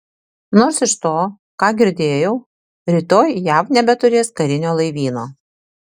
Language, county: Lithuanian, Tauragė